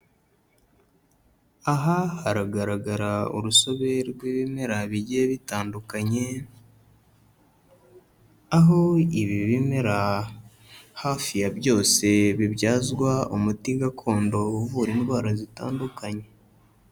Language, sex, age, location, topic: Kinyarwanda, male, 25-35, Kigali, health